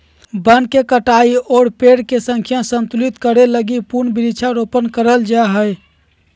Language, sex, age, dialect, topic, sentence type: Magahi, male, 18-24, Southern, agriculture, statement